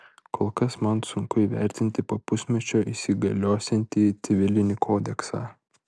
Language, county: Lithuanian, Vilnius